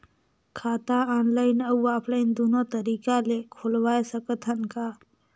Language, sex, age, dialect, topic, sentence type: Chhattisgarhi, female, 41-45, Northern/Bhandar, banking, question